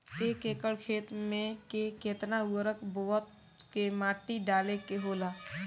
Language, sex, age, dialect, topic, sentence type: Bhojpuri, male, 18-24, Northern, agriculture, question